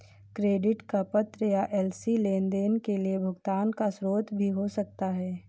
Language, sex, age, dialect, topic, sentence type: Hindi, female, 18-24, Awadhi Bundeli, banking, statement